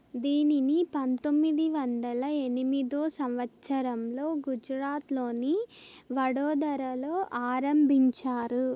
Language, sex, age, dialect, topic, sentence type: Telugu, female, 18-24, Southern, banking, statement